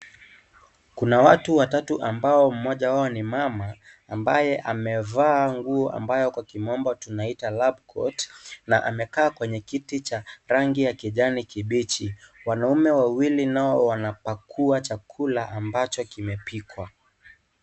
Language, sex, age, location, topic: Swahili, male, 18-24, Kisii, agriculture